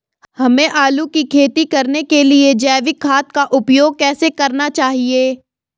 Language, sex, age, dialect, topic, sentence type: Hindi, female, 18-24, Garhwali, agriculture, question